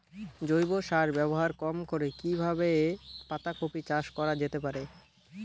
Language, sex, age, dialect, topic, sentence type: Bengali, male, <18, Rajbangshi, agriculture, question